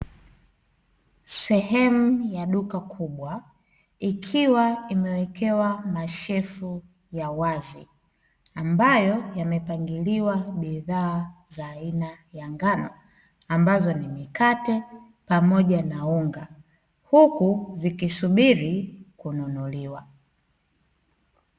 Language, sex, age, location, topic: Swahili, female, 25-35, Dar es Salaam, finance